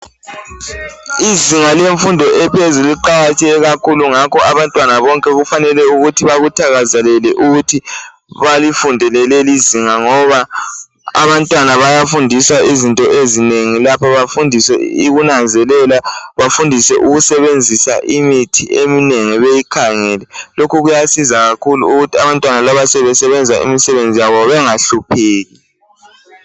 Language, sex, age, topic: North Ndebele, male, 18-24, education